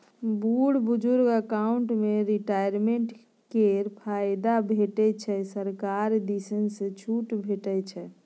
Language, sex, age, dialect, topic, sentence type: Maithili, female, 31-35, Bajjika, banking, statement